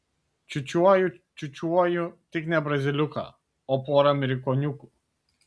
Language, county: Lithuanian, Kaunas